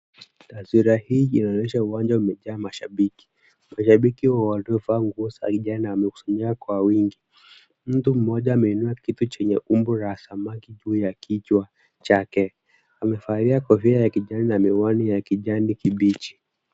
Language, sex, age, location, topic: Swahili, male, 18-24, Kisumu, government